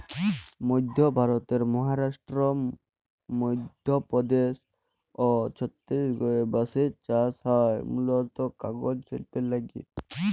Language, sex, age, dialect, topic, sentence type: Bengali, male, 31-35, Jharkhandi, agriculture, statement